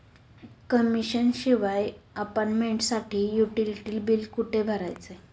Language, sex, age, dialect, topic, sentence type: Marathi, female, 18-24, Standard Marathi, banking, question